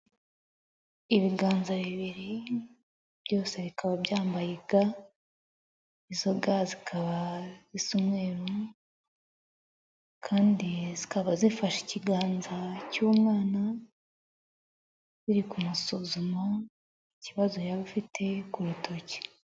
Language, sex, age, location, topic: Kinyarwanda, female, 25-35, Nyagatare, health